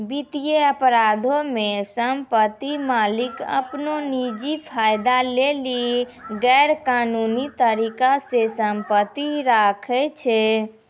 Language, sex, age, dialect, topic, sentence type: Maithili, female, 56-60, Angika, banking, statement